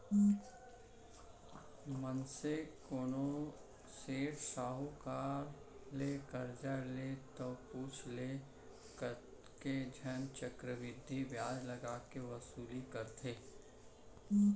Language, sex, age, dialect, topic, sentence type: Chhattisgarhi, male, 41-45, Central, banking, statement